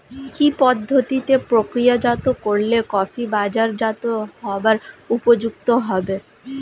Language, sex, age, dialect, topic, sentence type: Bengali, female, 25-30, Standard Colloquial, agriculture, question